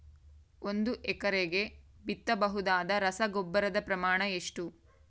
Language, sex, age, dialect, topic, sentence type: Kannada, female, 25-30, Central, agriculture, question